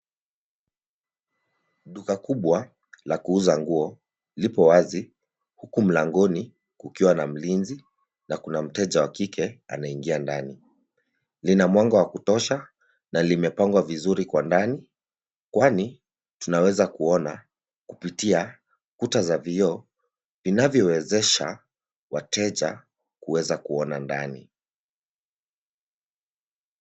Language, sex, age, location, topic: Swahili, male, 25-35, Nairobi, finance